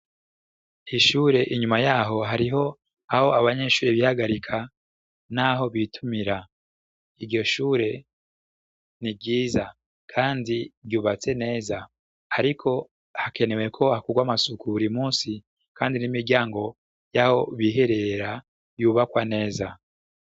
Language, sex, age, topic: Rundi, male, 25-35, education